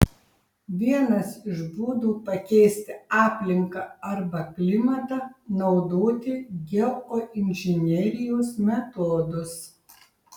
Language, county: Lithuanian, Tauragė